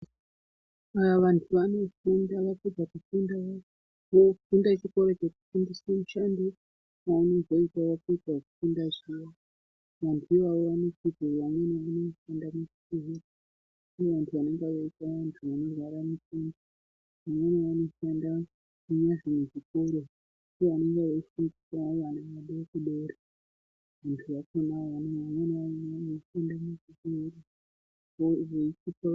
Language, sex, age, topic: Ndau, female, 36-49, health